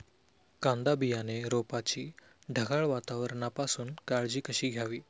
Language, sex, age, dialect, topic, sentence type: Marathi, male, 25-30, Standard Marathi, agriculture, question